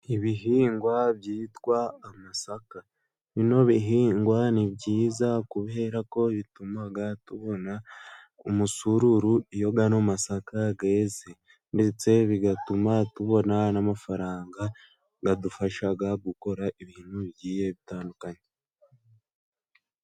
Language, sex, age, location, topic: Kinyarwanda, male, 18-24, Musanze, agriculture